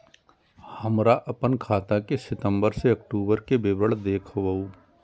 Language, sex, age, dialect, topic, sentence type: Maithili, male, 36-40, Eastern / Thethi, banking, question